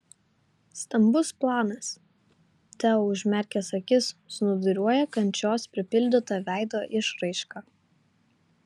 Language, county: Lithuanian, Vilnius